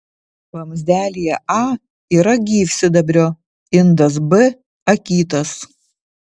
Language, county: Lithuanian, Vilnius